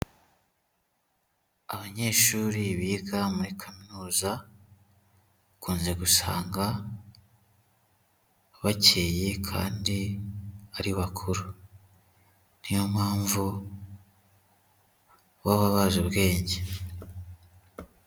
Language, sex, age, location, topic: Kinyarwanda, male, 25-35, Huye, education